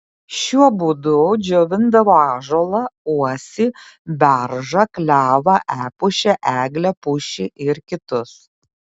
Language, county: Lithuanian, Kaunas